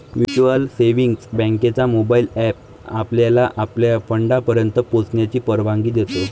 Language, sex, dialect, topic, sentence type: Marathi, male, Varhadi, banking, statement